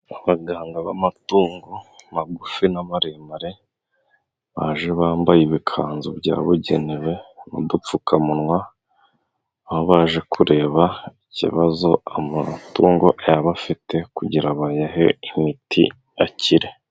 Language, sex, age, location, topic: Kinyarwanda, male, 25-35, Musanze, agriculture